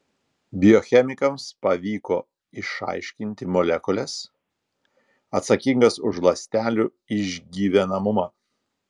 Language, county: Lithuanian, Telšiai